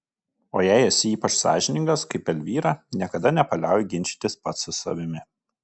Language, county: Lithuanian, Kaunas